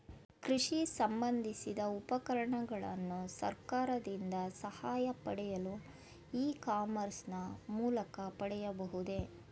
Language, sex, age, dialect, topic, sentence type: Kannada, female, 41-45, Mysore Kannada, agriculture, question